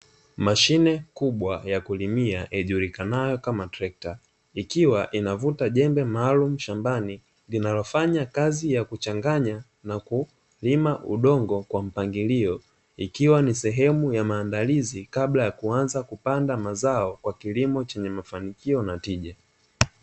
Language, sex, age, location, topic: Swahili, male, 25-35, Dar es Salaam, agriculture